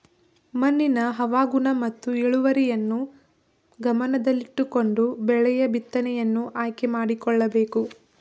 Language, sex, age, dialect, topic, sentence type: Kannada, female, 18-24, Mysore Kannada, agriculture, statement